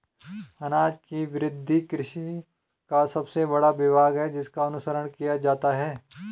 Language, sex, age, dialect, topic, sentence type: Hindi, male, 36-40, Garhwali, agriculture, statement